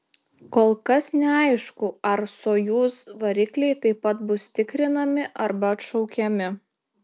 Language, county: Lithuanian, Telšiai